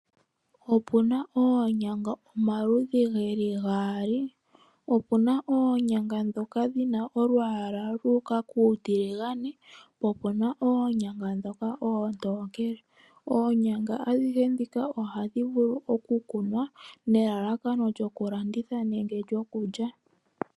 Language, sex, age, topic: Oshiwambo, female, 18-24, agriculture